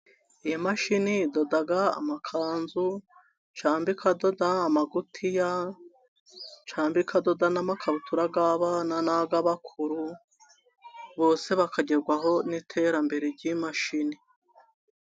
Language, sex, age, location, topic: Kinyarwanda, female, 36-49, Musanze, finance